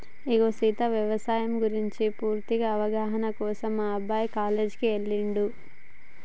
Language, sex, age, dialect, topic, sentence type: Telugu, female, 25-30, Telangana, agriculture, statement